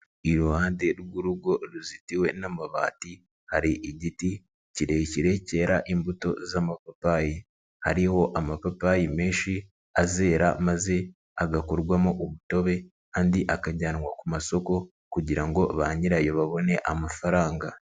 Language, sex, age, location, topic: Kinyarwanda, male, 36-49, Nyagatare, agriculture